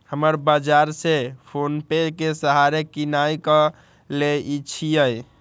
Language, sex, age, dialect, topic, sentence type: Magahi, male, 18-24, Western, banking, statement